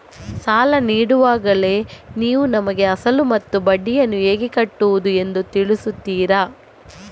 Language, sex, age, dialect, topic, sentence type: Kannada, female, 31-35, Coastal/Dakshin, banking, question